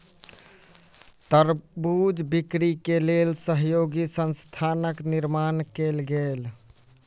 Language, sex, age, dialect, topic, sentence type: Maithili, male, 18-24, Southern/Standard, agriculture, statement